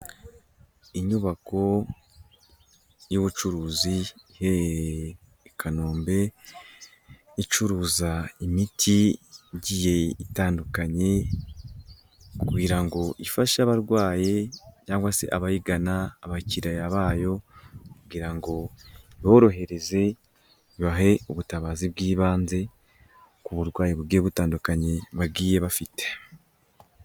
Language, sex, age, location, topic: Kinyarwanda, male, 18-24, Kigali, health